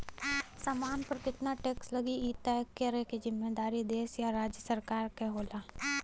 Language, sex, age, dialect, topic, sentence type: Bhojpuri, female, 18-24, Western, banking, statement